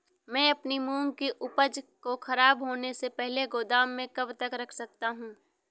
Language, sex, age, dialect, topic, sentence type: Hindi, female, 18-24, Awadhi Bundeli, agriculture, question